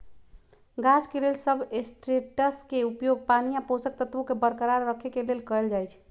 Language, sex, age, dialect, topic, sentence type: Magahi, female, 36-40, Western, agriculture, statement